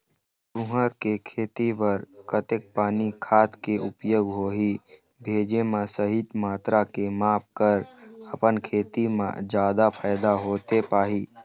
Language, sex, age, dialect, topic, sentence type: Chhattisgarhi, male, 60-100, Eastern, agriculture, question